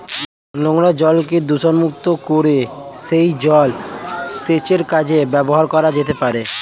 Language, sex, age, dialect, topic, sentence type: Bengali, male, 18-24, Standard Colloquial, agriculture, statement